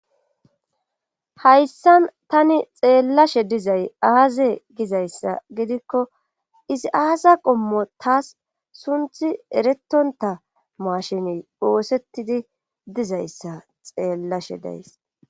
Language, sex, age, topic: Gamo, female, 36-49, government